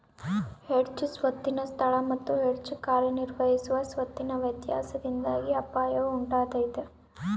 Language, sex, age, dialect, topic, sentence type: Kannada, female, 25-30, Central, banking, statement